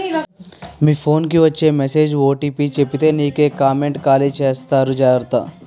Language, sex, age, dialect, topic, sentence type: Telugu, male, 18-24, Utterandhra, banking, statement